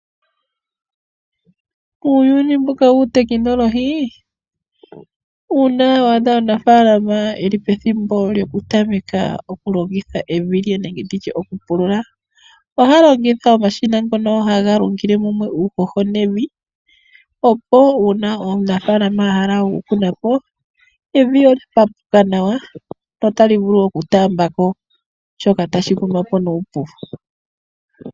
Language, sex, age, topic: Oshiwambo, female, 25-35, agriculture